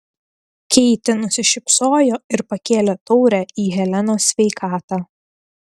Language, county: Lithuanian, Telšiai